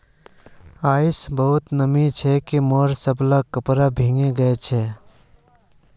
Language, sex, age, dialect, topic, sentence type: Magahi, male, 31-35, Northeastern/Surjapuri, agriculture, statement